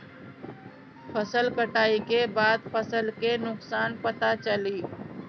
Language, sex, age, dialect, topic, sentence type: Bhojpuri, female, 36-40, Northern, agriculture, statement